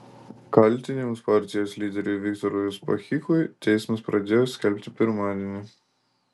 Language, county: Lithuanian, Telšiai